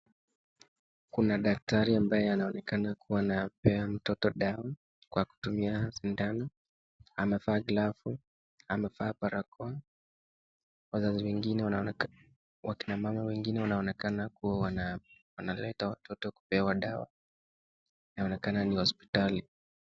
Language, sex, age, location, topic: Swahili, male, 18-24, Nakuru, health